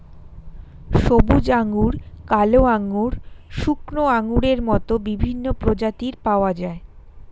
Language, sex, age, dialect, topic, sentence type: Bengali, female, 25-30, Standard Colloquial, agriculture, statement